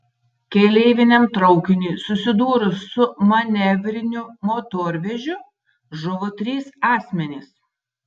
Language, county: Lithuanian, Tauragė